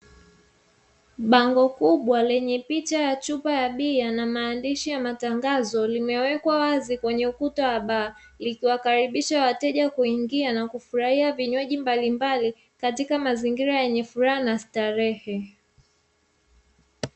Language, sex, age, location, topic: Swahili, female, 25-35, Dar es Salaam, finance